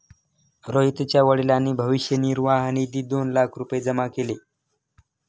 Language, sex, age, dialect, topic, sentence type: Marathi, male, 18-24, Standard Marathi, banking, statement